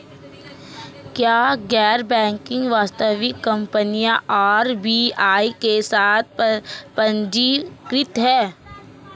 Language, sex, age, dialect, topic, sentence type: Hindi, female, 25-30, Marwari Dhudhari, banking, question